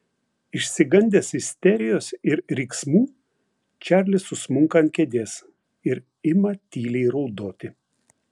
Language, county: Lithuanian, Vilnius